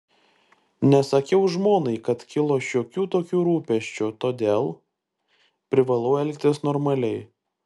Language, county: Lithuanian, Klaipėda